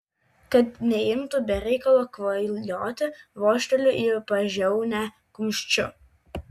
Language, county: Lithuanian, Vilnius